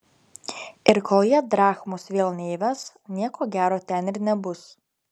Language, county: Lithuanian, Telšiai